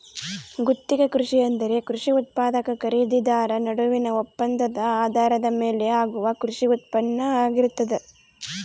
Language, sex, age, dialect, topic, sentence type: Kannada, female, 18-24, Central, agriculture, statement